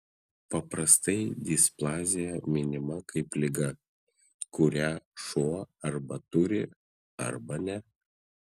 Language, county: Lithuanian, Klaipėda